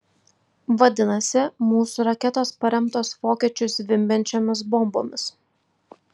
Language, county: Lithuanian, Vilnius